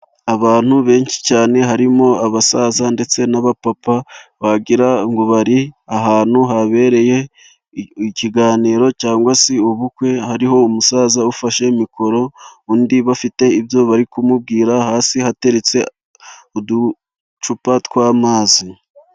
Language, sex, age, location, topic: Kinyarwanda, male, 25-35, Musanze, government